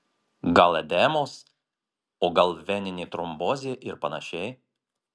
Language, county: Lithuanian, Marijampolė